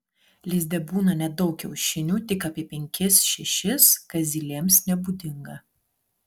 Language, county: Lithuanian, Alytus